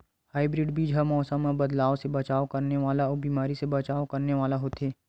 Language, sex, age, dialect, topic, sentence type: Chhattisgarhi, male, 18-24, Western/Budati/Khatahi, agriculture, statement